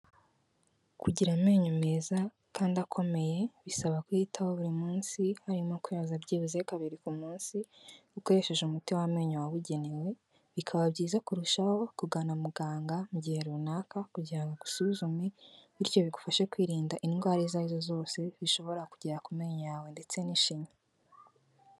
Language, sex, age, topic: Kinyarwanda, female, 18-24, health